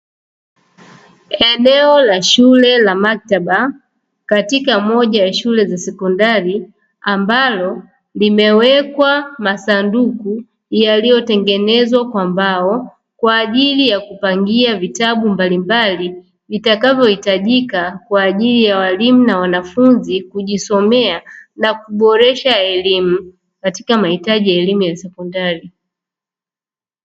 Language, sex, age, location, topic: Swahili, female, 25-35, Dar es Salaam, education